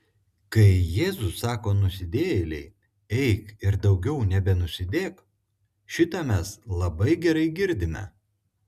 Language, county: Lithuanian, Klaipėda